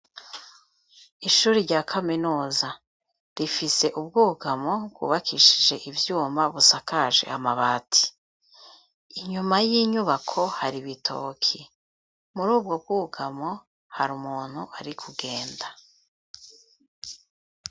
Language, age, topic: Rundi, 36-49, education